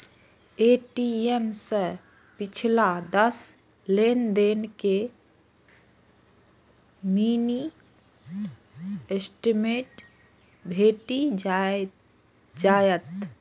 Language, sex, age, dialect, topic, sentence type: Maithili, female, 56-60, Eastern / Thethi, banking, statement